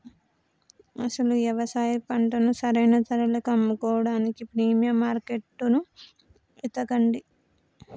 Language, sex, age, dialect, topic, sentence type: Telugu, female, 18-24, Telangana, agriculture, statement